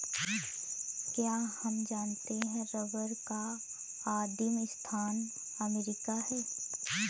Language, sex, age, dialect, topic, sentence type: Hindi, female, 18-24, Awadhi Bundeli, agriculture, statement